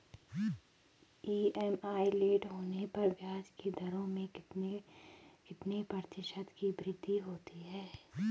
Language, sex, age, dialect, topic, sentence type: Hindi, female, 18-24, Garhwali, banking, question